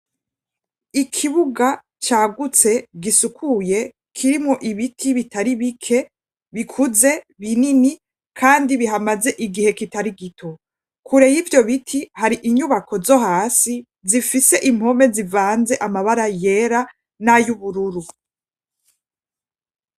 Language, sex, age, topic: Rundi, female, 25-35, education